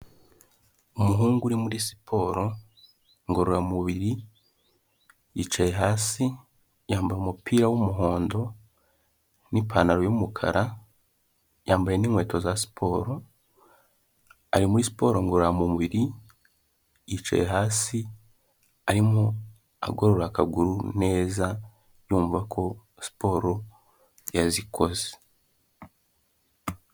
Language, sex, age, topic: Kinyarwanda, male, 18-24, health